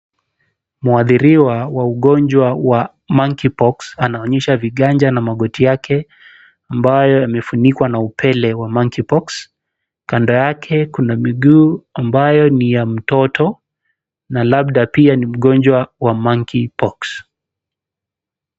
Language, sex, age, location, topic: Swahili, male, 25-35, Kisumu, health